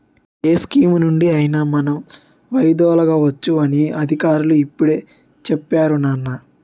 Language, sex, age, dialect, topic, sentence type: Telugu, male, 18-24, Utterandhra, banking, statement